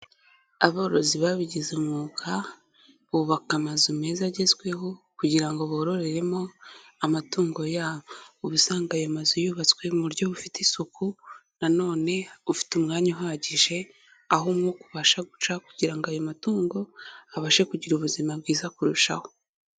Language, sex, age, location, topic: Kinyarwanda, female, 18-24, Kigali, agriculture